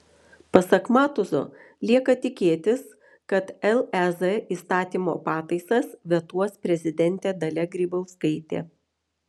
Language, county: Lithuanian, Vilnius